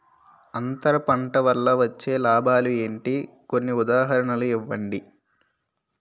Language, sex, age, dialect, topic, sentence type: Telugu, male, 18-24, Utterandhra, agriculture, question